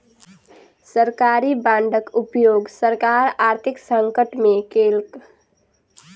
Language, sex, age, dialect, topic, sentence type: Maithili, female, 18-24, Southern/Standard, banking, statement